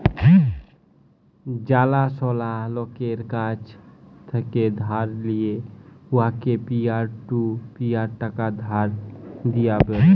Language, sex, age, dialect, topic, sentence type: Bengali, male, 18-24, Jharkhandi, banking, statement